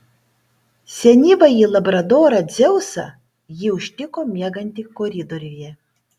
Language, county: Lithuanian, Panevėžys